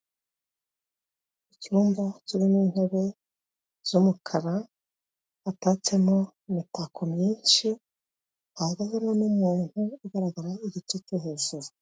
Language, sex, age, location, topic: Kinyarwanda, female, 36-49, Kigali, health